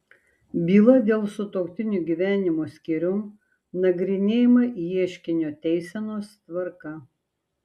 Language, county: Lithuanian, Šiauliai